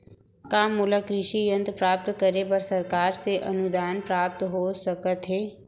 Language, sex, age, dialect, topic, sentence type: Chhattisgarhi, female, 25-30, Central, agriculture, question